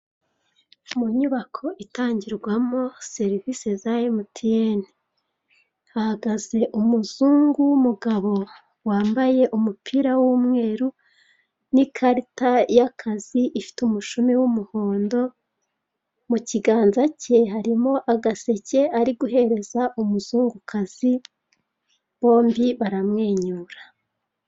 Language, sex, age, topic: Kinyarwanda, female, 36-49, finance